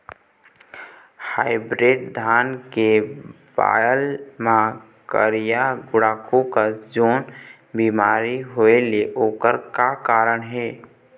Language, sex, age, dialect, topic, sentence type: Chhattisgarhi, male, 18-24, Eastern, agriculture, question